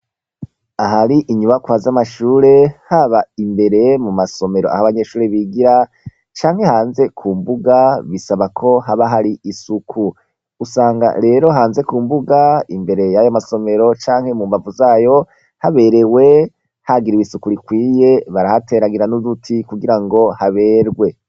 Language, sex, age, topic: Rundi, male, 36-49, education